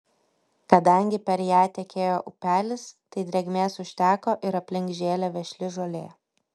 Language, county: Lithuanian, Vilnius